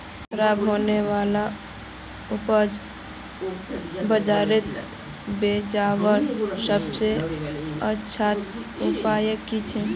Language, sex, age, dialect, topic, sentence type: Magahi, female, 18-24, Northeastern/Surjapuri, agriculture, statement